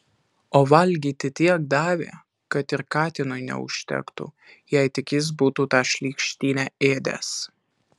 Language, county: Lithuanian, Alytus